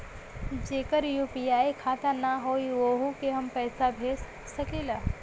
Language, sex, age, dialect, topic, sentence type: Bhojpuri, female, <18, Western, banking, question